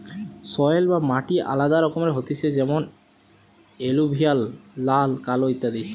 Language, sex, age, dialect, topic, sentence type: Bengali, male, 18-24, Western, agriculture, statement